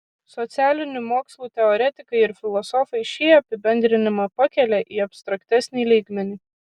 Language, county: Lithuanian, Kaunas